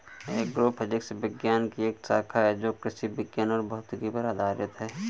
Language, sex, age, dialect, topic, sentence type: Hindi, male, 31-35, Awadhi Bundeli, agriculture, statement